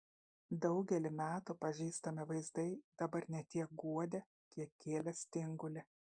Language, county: Lithuanian, Šiauliai